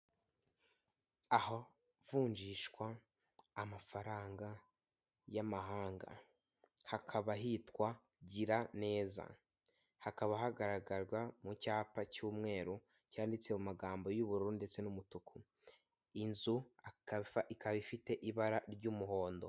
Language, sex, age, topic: Kinyarwanda, male, 18-24, finance